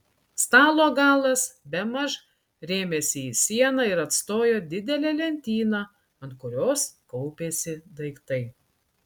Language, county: Lithuanian, Klaipėda